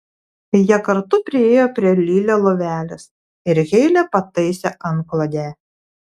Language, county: Lithuanian, Vilnius